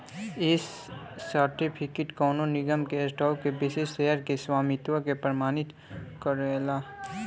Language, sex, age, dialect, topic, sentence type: Bhojpuri, male, <18, Southern / Standard, banking, statement